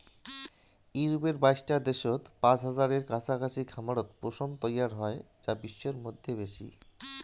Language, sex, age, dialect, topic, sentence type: Bengali, male, 31-35, Rajbangshi, agriculture, statement